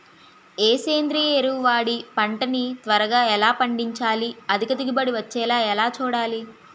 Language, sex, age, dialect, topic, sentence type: Telugu, female, 18-24, Utterandhra, agriculture, question